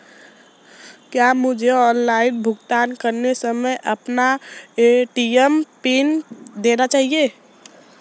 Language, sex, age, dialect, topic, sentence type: Hindi, male, 18-24, Marwari Dhudhari, banking, question